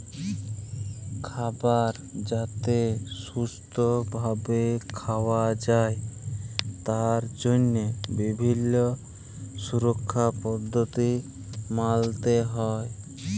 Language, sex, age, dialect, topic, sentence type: Bengali, male, 18-24, Jharkhandi, agriculture, statement